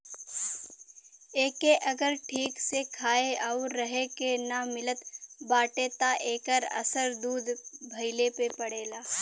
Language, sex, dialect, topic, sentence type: Bhojpuri, female, Western, agriculture, statement